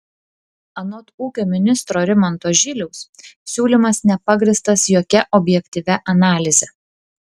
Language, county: Lithuanian, Klaipėda